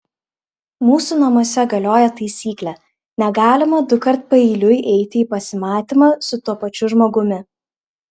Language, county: Lithuanian, Klaipėda